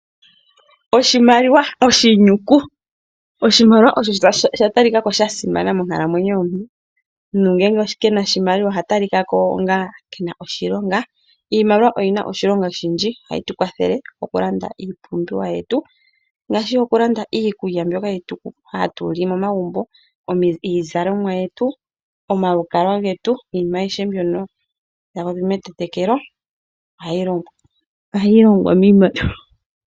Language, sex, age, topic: Oshiwambo, female, 25-35, finance